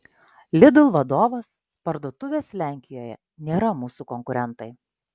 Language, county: Lithuanian, Klaipėda